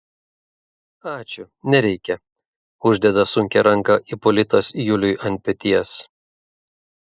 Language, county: Lithuanian, Šiauliai